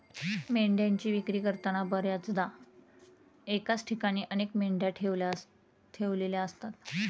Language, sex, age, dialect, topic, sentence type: Marathi, female, 31-35, Standard Marathi, agriculture, statement